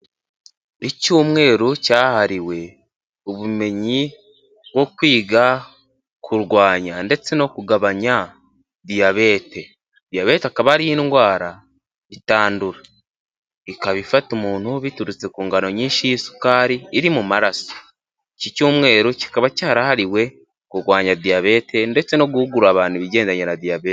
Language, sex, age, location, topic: Kinyarwanda, male, 18-24, Huye, health